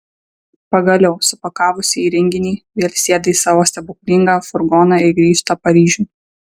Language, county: Lithuanian, Vilnius